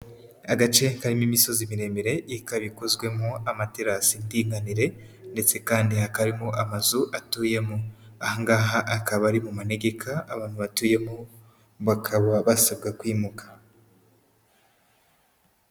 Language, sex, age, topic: Kinyarwanda, female, 18-24, agriculture